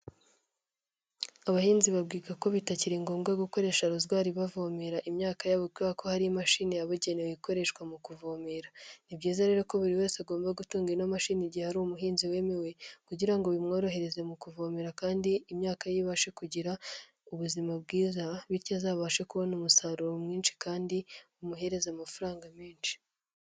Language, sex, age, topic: Kinyarwanda, female, 18-24, agriculture